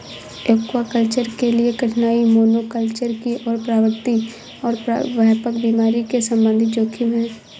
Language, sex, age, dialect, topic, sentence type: Hindi, female, 25-30, Awadhi Bundeli, agriculture, statement